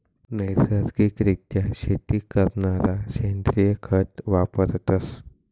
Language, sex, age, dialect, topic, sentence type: Marathi, male, 18-24, Northern Konkan, agriculture, statement